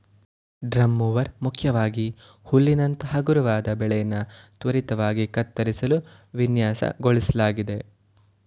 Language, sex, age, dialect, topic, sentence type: Kannada, male, 18-24, Mysore Kannada, agriculture, statement